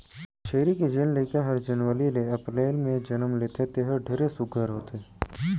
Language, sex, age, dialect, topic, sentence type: Chhattisgarhi, male, 60-100, Northern/Bhandar, agriculture, statement